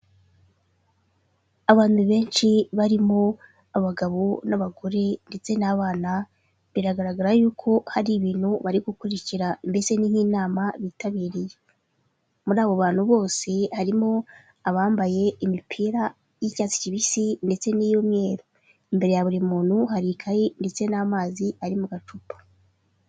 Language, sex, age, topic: Kinyarwanda, female, 25-35, health